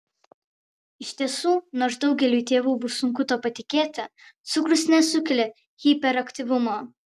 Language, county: Lithuanian, Vilnius